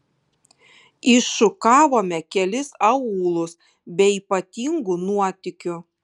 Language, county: Lithuanian, Kaunas